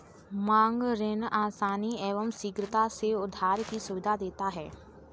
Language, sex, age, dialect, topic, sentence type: Hindi, female, 18-24, Kanauji Braj Bhasha, banking, statement